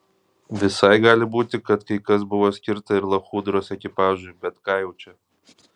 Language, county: Lithuanian, Kaunas